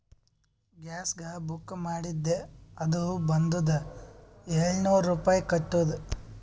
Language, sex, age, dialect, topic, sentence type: Kannada, male, 18-24, Northeastern, banking, statement